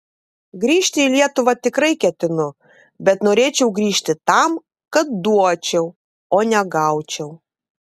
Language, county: Lithuanian, Vilnius